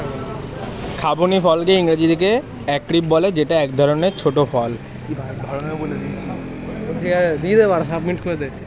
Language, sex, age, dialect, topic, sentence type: Bengali, male, <18, Standard Colloquial, agriculture, statement